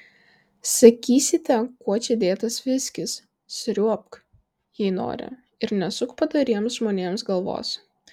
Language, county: Lithuanian, Vilnius